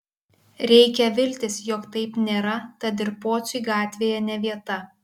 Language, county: Lithuanian, Kaunas